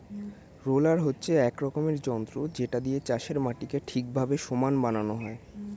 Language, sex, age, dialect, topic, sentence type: Bengali, male, 18-24, Standard Colloquial, agriculture, statement